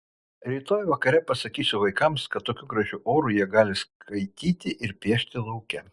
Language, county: Lithuanian, Vilnius